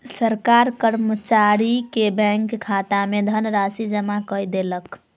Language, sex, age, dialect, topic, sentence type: Maithili, male, 25-30, Southern/Standard, banking, statement